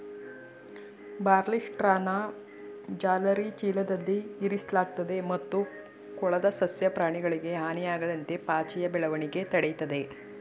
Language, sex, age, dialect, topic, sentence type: Kannada, female, 25-30, Mysore Kannada, agriculture, statement